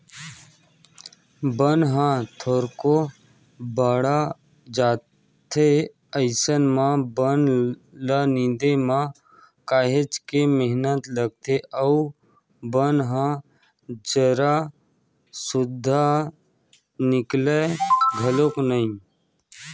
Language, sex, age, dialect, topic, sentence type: Chhattisgarhi, male, 18-24, Western/Budati/Khatahi, agriculture, statement